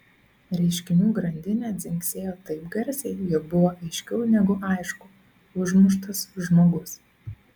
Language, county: Lithuanian, Klaipėda